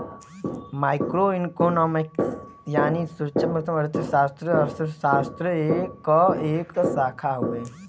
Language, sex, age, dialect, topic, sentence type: Bhojpuri, male, 18-24, Western, banking, statement